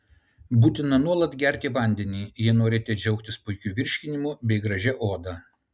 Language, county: Lithuanian, Utena